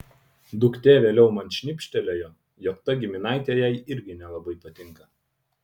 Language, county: Lithuanian, Utena